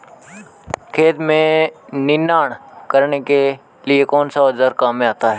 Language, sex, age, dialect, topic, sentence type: Hindi, male, 18-24, Marwari Dhudhari, agriculture, question